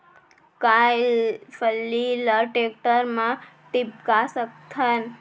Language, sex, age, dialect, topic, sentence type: Chhattisgarhi, female, 25-30, Central, agriculture, question